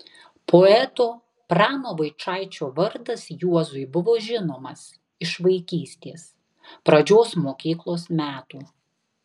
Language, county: Lithuanian, Tauragė